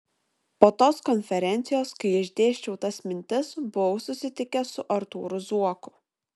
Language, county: Lithuanian, Šiauliai